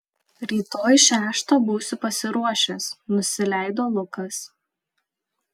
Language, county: Lithuanian, Kaunas